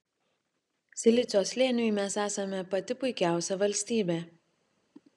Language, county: Lithuanian, Šiauliai